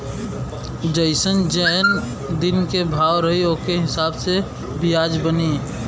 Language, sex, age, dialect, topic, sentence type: Bhojpuri, male, 25-30, Western, banking, statement